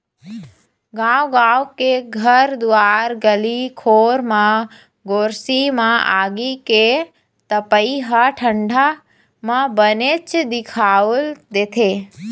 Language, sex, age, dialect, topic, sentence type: Chhattisgarhi, female, 25-30, Eastern, agriculture, statement